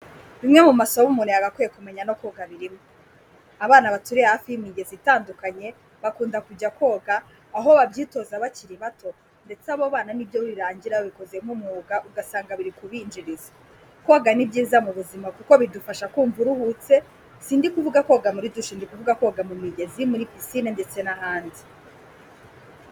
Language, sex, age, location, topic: Kinyarwanda, female, 18-24, Kigali, health